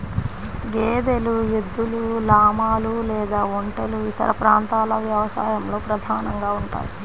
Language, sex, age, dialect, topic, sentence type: Telugu, female, 25-30, Central/Coastal, agriculture, statement